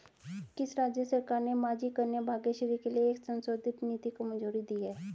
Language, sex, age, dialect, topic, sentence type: Hindi, female, 36-40, Hindustani Malvi Khadi Boli, banking, question